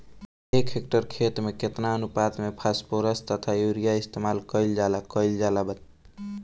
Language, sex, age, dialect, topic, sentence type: Bhojpuri, male, <18, Northern, agriculture, question